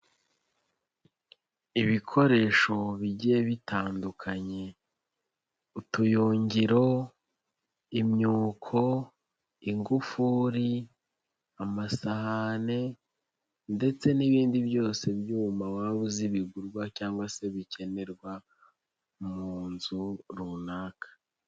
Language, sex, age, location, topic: Kinyarwanda, female, 25-35, Nyagatare, finance